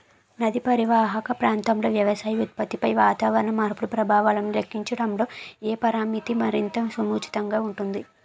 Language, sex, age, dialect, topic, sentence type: Telugu, female, 18-24, Utterandhra, agriculture, question